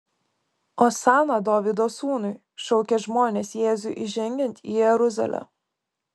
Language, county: Lithuanian, Kaunas